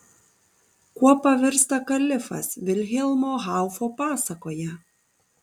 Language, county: Lithuanian, Kaunas